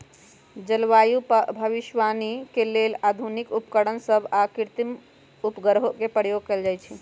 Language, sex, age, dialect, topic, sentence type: Magahi, male, 18-24, Western, agriculture, statement